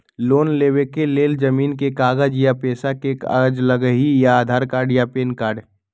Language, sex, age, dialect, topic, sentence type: Magahi, male, 18-24, Western, banking, question